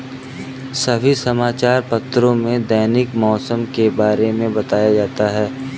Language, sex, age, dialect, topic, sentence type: Hindi, male, 25-30, Kanauji Braj Bhasha, agriculture, statement